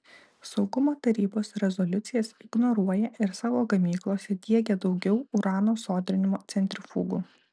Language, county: Lithuanian, Vilnius